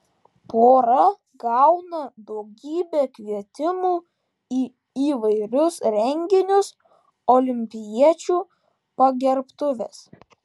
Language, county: Lithuanian, Kaunas